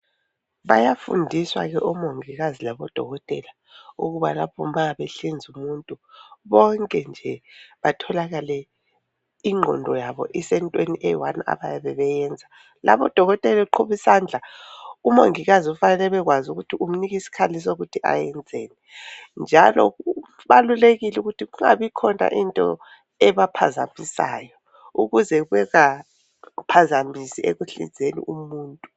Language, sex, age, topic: North Ndebele, female, 50+, health